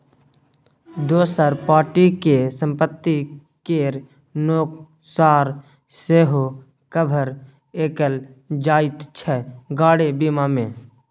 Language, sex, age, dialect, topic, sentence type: Maithili, male, 18-24, Bajjika, banking, statement